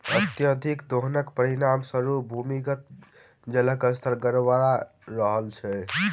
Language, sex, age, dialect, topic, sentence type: Maithili, male, 18-24, Southern/Standard, agriculture, statement